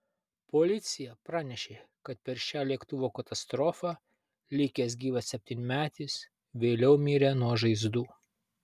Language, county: Lithuanian, Vilnius